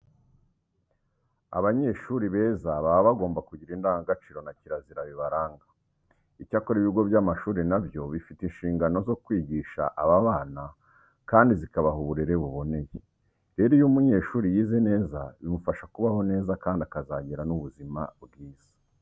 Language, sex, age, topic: Kinyarwanda, male, 36-49, education